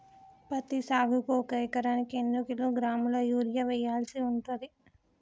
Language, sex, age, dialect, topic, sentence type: Telugu, male, 18-24, Telangana, agriculture, question